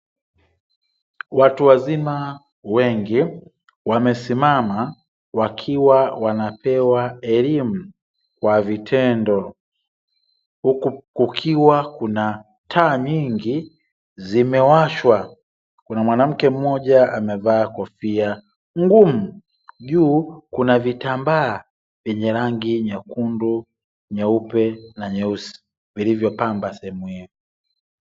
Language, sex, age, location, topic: Swahili, male, 25-35, Dar es Salaam, education